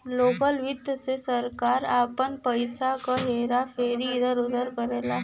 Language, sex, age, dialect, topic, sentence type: Bhojpuri, female, 60-100, Western, banking, statement